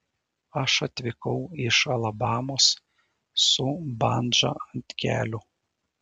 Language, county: Lithuanian, Šiauliai